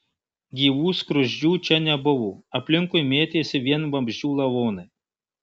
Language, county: Lithuanian, Marijampolė